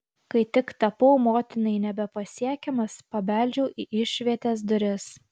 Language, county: Lithuanian, Kaunas